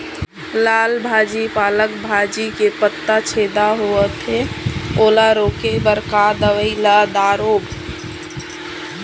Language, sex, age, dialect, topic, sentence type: Chhattisgarhi, female, 31-35, Eastern, agriculture, question